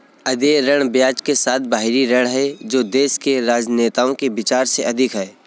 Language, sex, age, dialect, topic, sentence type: Hindi, male, 25-30, Kanauji Braj Bhasha, banking, statement